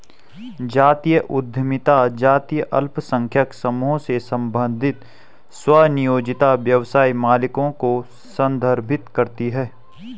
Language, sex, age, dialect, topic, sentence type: Hindi, male, 18-24, Garhwali, banking, statement